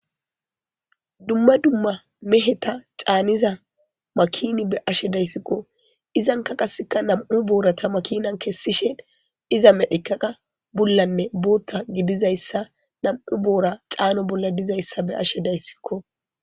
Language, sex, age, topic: Gamo, male, 25-35, government